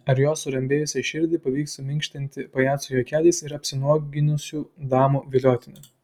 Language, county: Lithuanian, Klaipėda